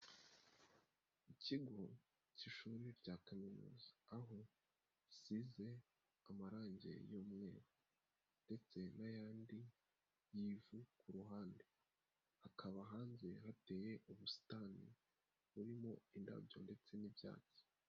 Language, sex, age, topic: Kinyarwanda, male, 25-35, education